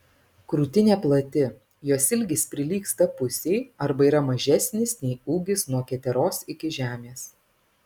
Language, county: Lithuanian, Alytus